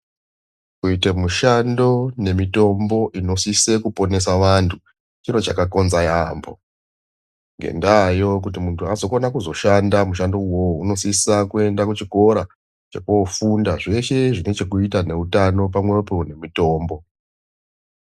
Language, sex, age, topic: Ndau, male, 36-49, health